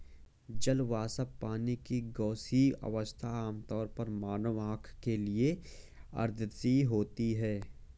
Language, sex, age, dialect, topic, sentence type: Hindi, male, 18-24, Awadhi Bundeli, agriculture, statement